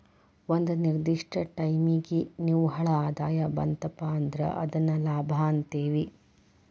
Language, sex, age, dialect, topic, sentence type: Kannada, female, 25-30, Dharwad Kannada, banking, statement